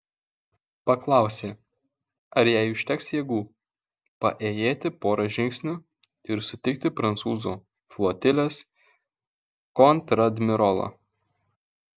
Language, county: Lithuanian, Kaunas